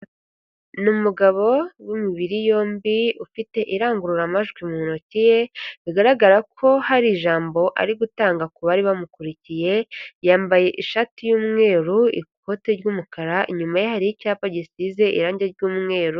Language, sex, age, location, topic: Kinyarwanda, female, 50+, Kigali, government